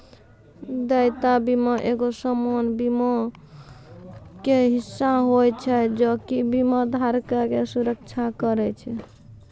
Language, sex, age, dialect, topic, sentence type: Maithili, female, 25-30, Angika, banking, statement